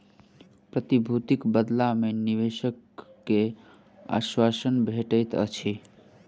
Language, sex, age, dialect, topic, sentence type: Maithili, male, 18-24, Southern/Standard, banking, statement